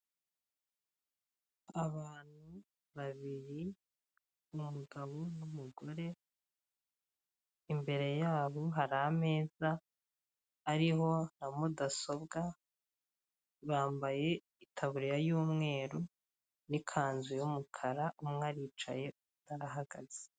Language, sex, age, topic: Kinyarwanda, female, 25-35, government